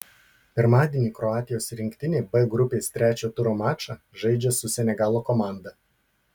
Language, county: Lithuanian, Marijampolė